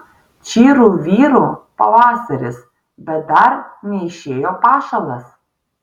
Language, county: Lithuanian, Vilnius